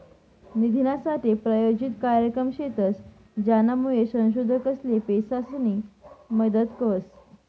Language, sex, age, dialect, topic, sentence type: Marathi, female, 18-24, Northern Konkan, banking, statement